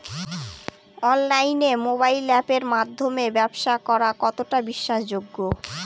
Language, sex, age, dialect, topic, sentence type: Bengali, female, 18-24, Northern/Varendri, agriculture, question